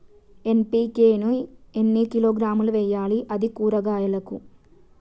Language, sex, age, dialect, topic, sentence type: Telugu, female, 18-24, Telangana, agriculture, question